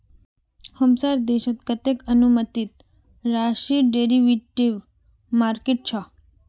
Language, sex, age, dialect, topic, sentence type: Magahi, female, 36-40, Northeastern/Surjapuri, banking, statement